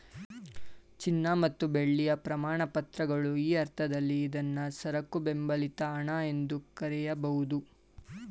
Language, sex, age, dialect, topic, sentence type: Kannada, male, 18-24, Mysore Kannada, banking, statement